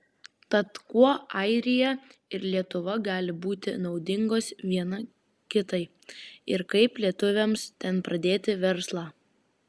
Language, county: Lithuanian, Vilnius